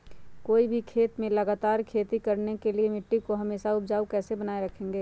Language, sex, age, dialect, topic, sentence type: Magahi, female, 51-55, Western, agriculture, question